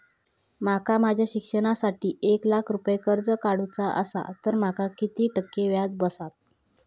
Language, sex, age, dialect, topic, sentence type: Marathi, female, 25-30, Southern Konkan, banking, question